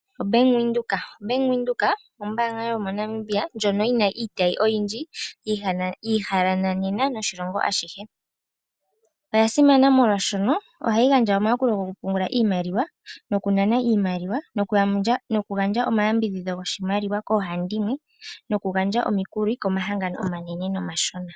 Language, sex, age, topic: Oshiwambo, female, 18-24, finance